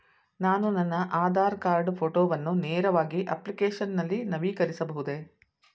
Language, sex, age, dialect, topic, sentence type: Kannada, female, 60-100, Mysore Kannada, banking, question